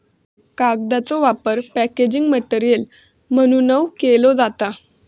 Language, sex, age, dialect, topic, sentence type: Marathi, female, 18-24, Southern Konkan, agriculture, statement